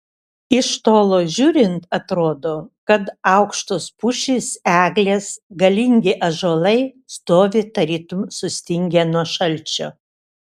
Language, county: Lithuanian, Šiauliai